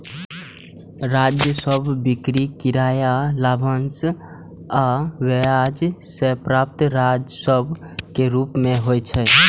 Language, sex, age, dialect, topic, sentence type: Maithili, male, 18-24, Eastern / Thethi, banking, statement